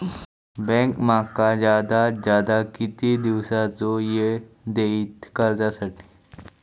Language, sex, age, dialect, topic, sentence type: Marathi, male, 18-24, Southern Konkan, banking, question